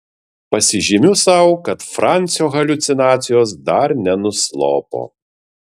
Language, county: Lithuanian, Vilnius